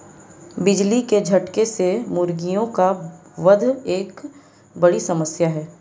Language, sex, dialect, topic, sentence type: Hindi, female, Marwari Dhudhari, agriculture, statement